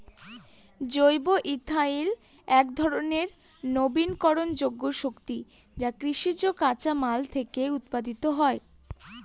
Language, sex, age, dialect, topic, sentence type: Bengali, female, 18-24, Northern/Varendri, agriculture, statement